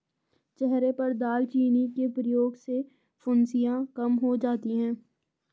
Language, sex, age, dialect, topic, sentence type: Hindi, female, 25-30, Garhwali, agriculture, statement